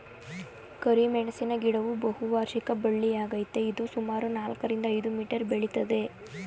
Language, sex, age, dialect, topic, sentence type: Kannada, female, 18-24, Mysore Kannada, agriculture, statement